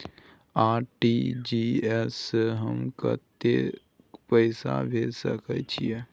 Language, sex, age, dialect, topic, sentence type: Maithili, male, 60-100, Bajjika, banking, question